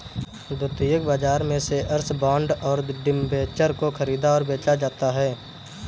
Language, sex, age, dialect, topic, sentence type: Hindi, male, 18-24, Kanauji Braj Bhasha, banking, statement